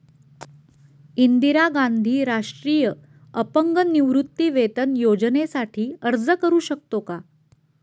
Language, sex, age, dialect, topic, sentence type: Marathi, female, 36-40, Standard Marathi, banking, question